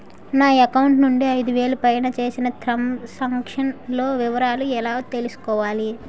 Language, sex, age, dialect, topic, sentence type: Telugu, male, 18-24, Utterandhra, banking, question